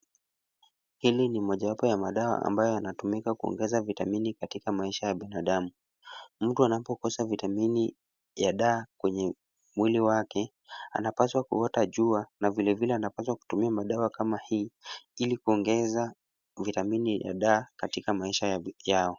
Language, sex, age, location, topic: Swahili, male, 18-24, Kisumu, health